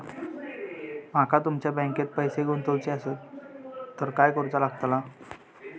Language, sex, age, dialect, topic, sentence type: Marathi, male, 18-24, Southern Konkan, banking, question